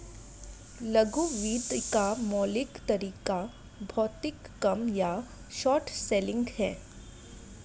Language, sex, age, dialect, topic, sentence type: Hindi, female, 25-30, Hindustani Malvi Khadi Boli, banking, statement